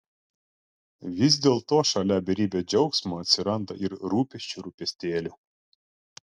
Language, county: Lithuanian, Klaipėda